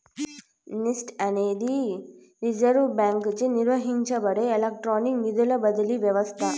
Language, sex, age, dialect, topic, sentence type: Telugu, female, 18-24, Southern, banking, statement